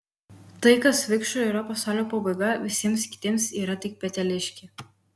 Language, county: Lithuanian, Kaunas